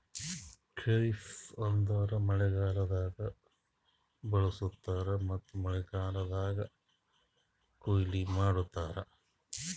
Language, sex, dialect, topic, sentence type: Kannada, male, Northeastern, agriculture, statement